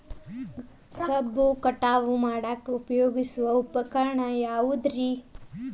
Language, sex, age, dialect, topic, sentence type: Kannada, male, 18-24, Dharwad Kannada, agriculture, question